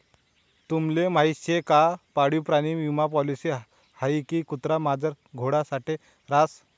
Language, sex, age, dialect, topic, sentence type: Marathi, male, 25-30, Northern Konkan, banking, statement